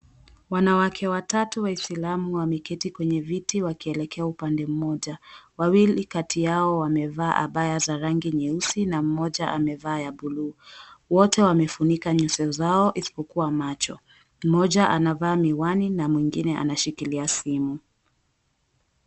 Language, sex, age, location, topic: Swahili, female, 18-24, Mombasa, government